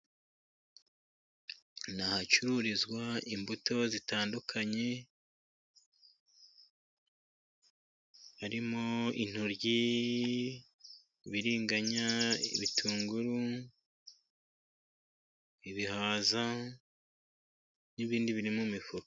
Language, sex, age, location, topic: Kinyarwanda, male, 50+, Musanze, agriculture